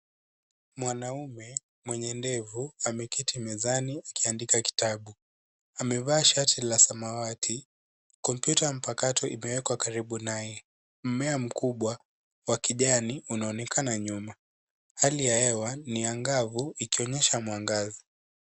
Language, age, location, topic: Swahili, 18-24, Nairobi, education